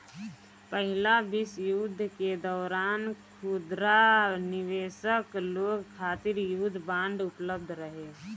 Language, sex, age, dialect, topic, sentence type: Bhojpuri, female, 25-30, Northern, banking, statement